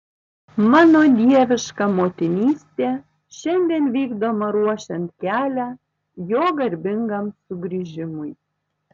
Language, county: Lithuanian, Tauragė